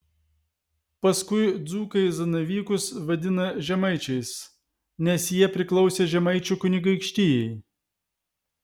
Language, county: Lithuanian, Vilnius